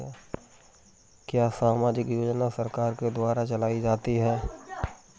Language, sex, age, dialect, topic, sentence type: Hindi, male, 18-24, Kanauji Braj Bhasha, banking, question